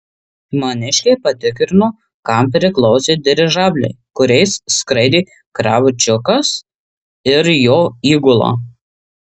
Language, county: Lithuanian, Marijampolė